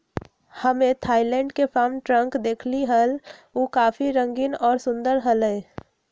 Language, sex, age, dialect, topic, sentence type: Magahi, female, 25-30, Western, agriculture, statement